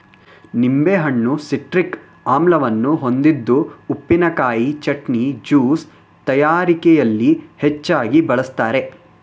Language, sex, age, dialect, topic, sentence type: Kannada, male, 18-24, Mysore Kannada, agriculture, statement